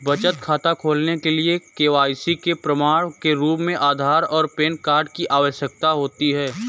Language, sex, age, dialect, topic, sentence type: Hindi, male, 18-24, Kanauji Braj Bhasha, banking, statement